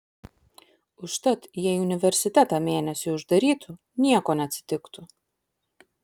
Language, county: Lithuanian, Vilnius